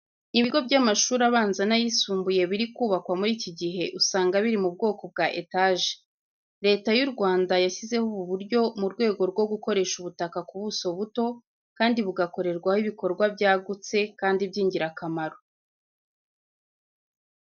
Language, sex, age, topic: Kinyarwanda, female, 25-35, education